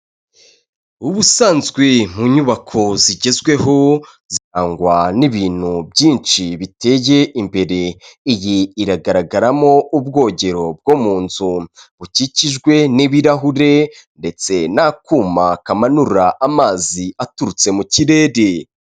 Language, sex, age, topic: Kinyarwanda, male, 25-35, finance